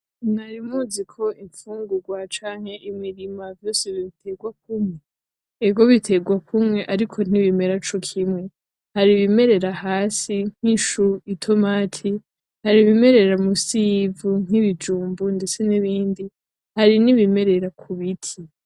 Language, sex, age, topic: Rundi, female, 18-24, agriculture